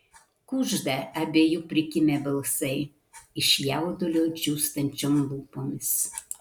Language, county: Lithuanian, Kaunas